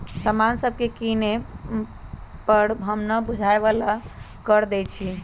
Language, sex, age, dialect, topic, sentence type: Magahi, male, 18-24, Western, banking, statement